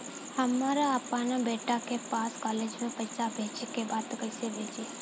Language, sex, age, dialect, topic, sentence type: Bhojpuri, female, 18-24, Southern / Standard, banking, question